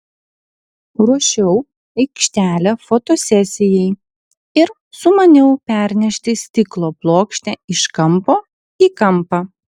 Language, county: Lithuanian, Vilnius